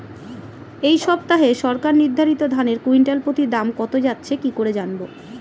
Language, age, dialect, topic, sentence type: Bengali, 41-45, Standard Colloquial, agriculture, question